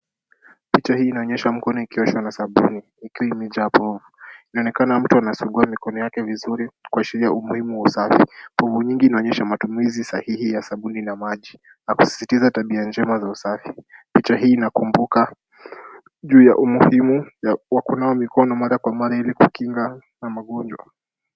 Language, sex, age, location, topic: Swahili, male, 18-24, Kisumu, health